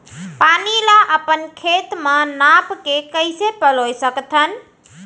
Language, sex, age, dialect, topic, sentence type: Chhattisgarhi, female, 41-45, Central, agriculture, question